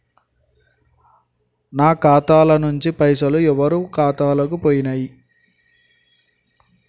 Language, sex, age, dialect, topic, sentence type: Telugu, male, 18-24, Telangana, banking, question